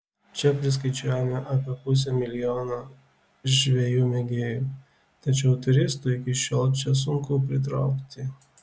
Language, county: Lithuanian, Kaunas